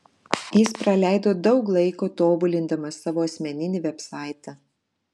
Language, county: Lithuanian, Telšiai